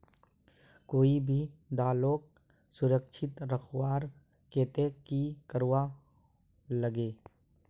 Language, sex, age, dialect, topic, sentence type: Magahi, male, 18-24, Northeastern/Surjapuri, agriculture, question